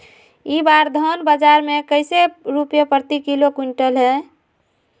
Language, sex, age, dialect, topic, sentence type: Magahi, female, 46-50, Southern, agriculture, question